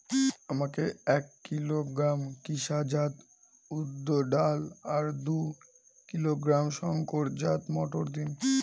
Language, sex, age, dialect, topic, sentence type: Bengali, female, 36-40, Northern/Varendri, agriculture, question